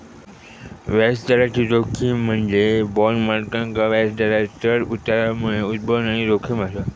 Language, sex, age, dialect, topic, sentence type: Marathi, male, 25-30, Southern Konkan, banking, statement